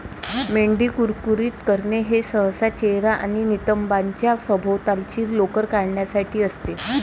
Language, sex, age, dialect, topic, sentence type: Marathi, female, 25-30, Varhadi, agriculture, statement